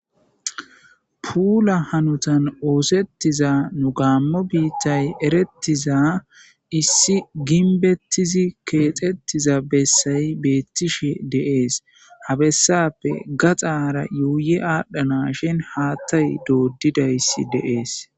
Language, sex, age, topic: Gamo, male, 18-24, government